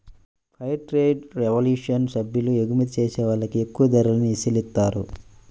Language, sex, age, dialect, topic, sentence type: Telugu, male, 18-24, Central/Coastal, banking, statement